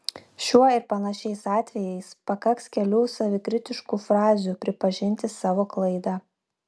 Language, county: Lithuanian, Klaipėda